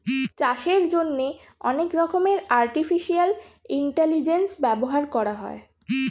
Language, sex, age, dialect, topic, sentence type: Bengali, female, 36-40, Standard Colloquial, agriculture, statement